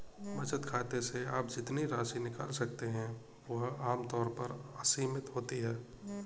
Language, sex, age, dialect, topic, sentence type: Hindi, male, 18-24, Kanauji Braj Bhasha, banking, statement